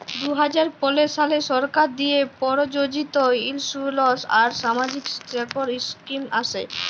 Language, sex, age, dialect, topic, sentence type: Bengali, female, <18, Jharkhandi, banking, statement